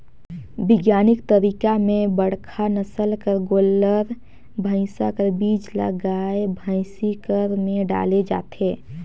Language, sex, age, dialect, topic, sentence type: Chhattisgarhi, female, 18-24, Northern/Bhandar, agriculture, statement